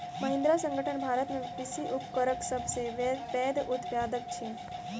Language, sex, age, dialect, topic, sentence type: Maithili, female, 18-24, Southern/Standard, agriculture, statement